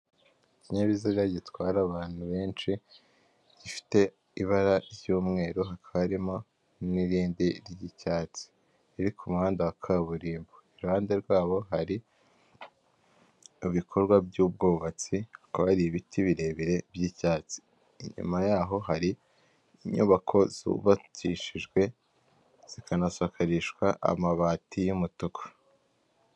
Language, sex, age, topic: Kinyarwanda, male, 18-24, government